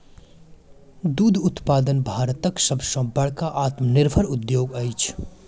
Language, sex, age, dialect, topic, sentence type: Maithili, male, 25-30, Southern/Standard, agriculture, statement